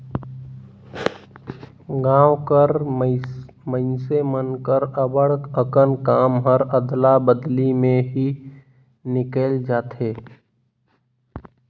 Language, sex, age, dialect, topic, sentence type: Chhattisgarhi, male, 18-24, Northern/Bhandar, banking, statement